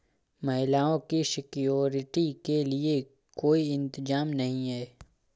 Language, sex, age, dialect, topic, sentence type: Hindi, male, 18-24, Awadhi Bundeli, banking, statement